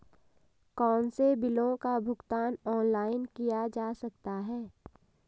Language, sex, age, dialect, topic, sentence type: Hindi, female, 18-24, Marwari Dhudhari, banking, question